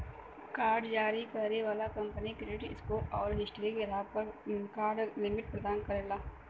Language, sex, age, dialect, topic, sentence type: Bhojpuri, female, 18-24, Western, banking, statement